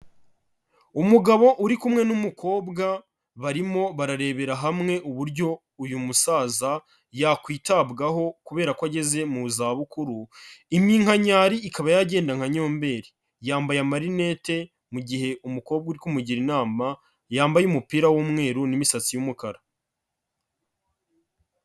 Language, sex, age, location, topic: Kinyarwanda, male, 25-35, Kigali, health